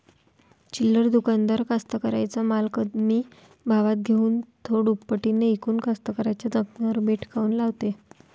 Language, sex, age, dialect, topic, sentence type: Marathi, female, 41-45, Varhadi, agriculture, question